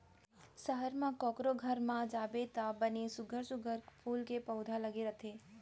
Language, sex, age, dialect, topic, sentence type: Chhattisgarhi, female, 18-24, Central, agriculture, statement